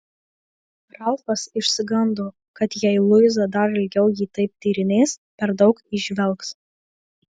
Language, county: Lithuanian, Marijampolė